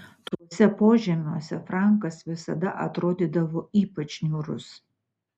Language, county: Lithuanian, Utena